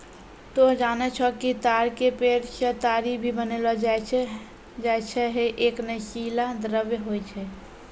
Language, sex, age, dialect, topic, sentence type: Maithili, female, 18-24, Angika, agriculture, statement